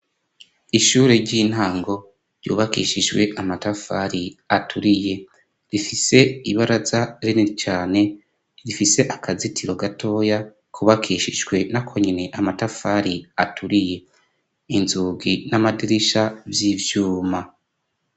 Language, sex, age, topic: Rundi, male, 25-35, education